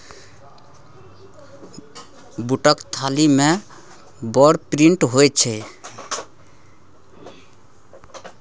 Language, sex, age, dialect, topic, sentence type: Maithili, male, 25-30, Bajjika, agriculture, statement